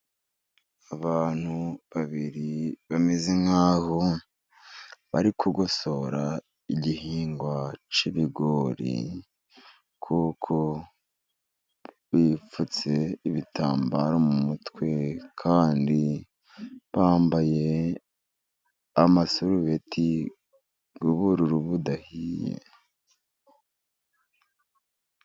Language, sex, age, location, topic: Kinyarwanda, male, 50+, Musanze, agriculture